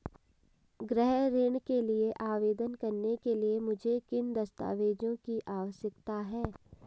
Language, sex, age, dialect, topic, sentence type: Hindi, female, 18-24, Marwari Dhudhari, banking, question